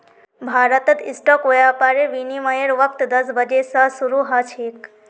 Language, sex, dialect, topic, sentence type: Magahi, female, Northeastern/Surjapuri, banking, statement